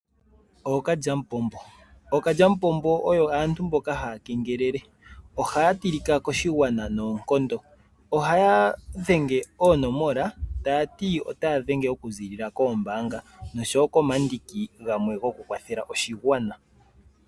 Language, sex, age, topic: Oshiwambo, male, 25-35, finance